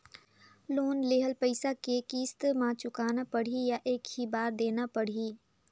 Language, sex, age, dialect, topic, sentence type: Chhattisgarhi, female, 18-24, Northern/Bhandar, banking, question